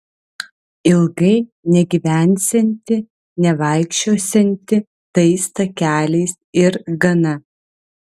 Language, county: Lithuanian, Vilnius